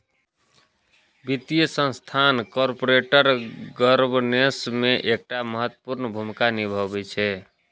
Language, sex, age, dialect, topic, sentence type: Maithili, male, 31-35, Eastern / Thethi, banking, statement